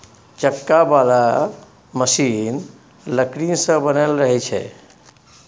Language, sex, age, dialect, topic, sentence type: Maithili, male, 46-50, Bajjika, agriculture, statement